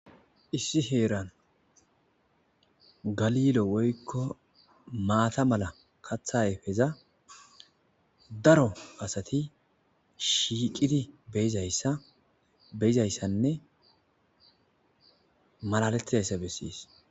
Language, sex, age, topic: Gamo, male, 25-35, agriculture